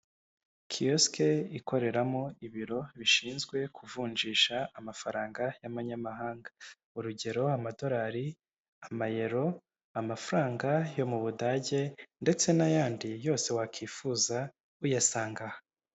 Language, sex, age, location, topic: Kinyarwanda, male, 25-35, Kigali, finance